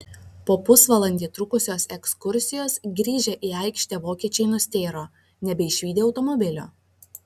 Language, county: Lithuanian, Vilnius